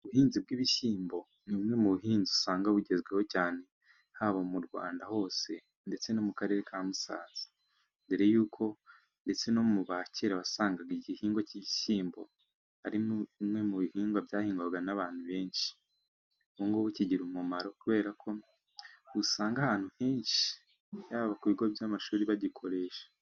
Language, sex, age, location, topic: Kinyarwanda, male, 18-24, Musanze, agriculture